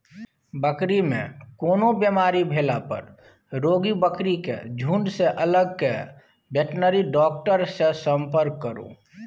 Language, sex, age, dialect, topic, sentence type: Maithili, male, 36-40, Bajjika, agriculture, statement